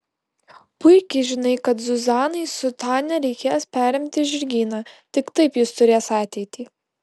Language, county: Lithuanian, Alytus